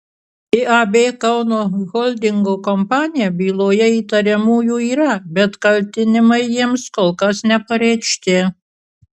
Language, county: Lithuanian, Kaunas